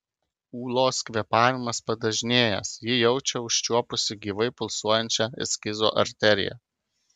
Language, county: Lithuanian, Kaunas